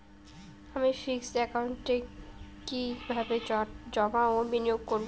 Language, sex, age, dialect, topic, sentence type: Bengali, female, 18-24, Rajbangshi, banking, question